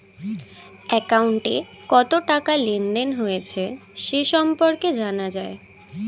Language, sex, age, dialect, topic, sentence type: Bengali, female, 18-24, Standard Colloquial, banking, statement